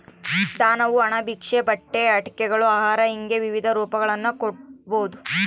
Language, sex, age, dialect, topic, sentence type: Kannada, female, 25-30, Central, banking, statement